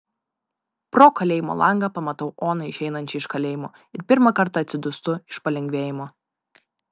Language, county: Lithuanian, Vilnius